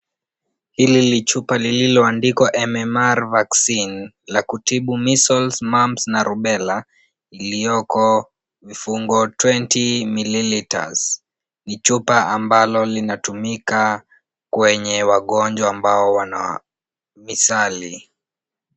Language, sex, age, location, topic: Swahili, female, 18-24, Kisumu, health